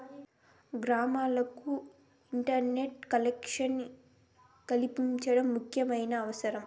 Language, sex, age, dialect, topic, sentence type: Telugu, female, 18-24, Southern, banking, statement